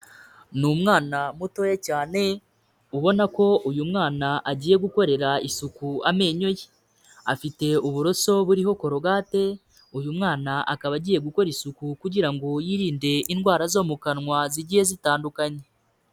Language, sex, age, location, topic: Kinyarwanda, male, 25-35, Kigali, health